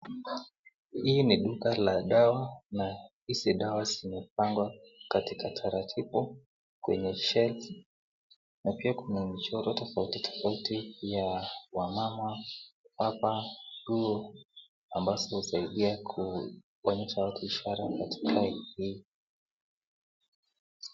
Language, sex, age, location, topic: Swahili, male, 18-24, Nakuru, health